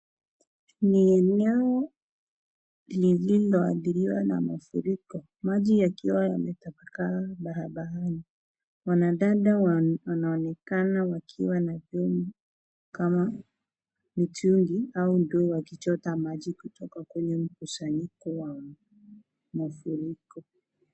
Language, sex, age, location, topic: Swahili, female, 25-35, Nakuru, health